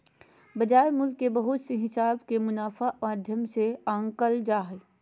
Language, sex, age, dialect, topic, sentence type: Magahi, female, 31-35, Southern, banking, statement